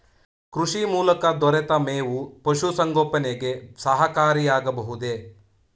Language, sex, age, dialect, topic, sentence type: Kannada, male, 31-35, Mysore Kannada, agriculture, question